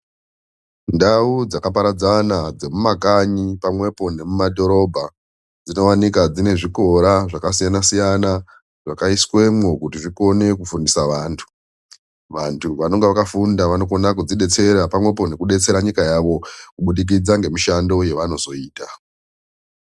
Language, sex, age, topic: Ndau, male, 36-49, education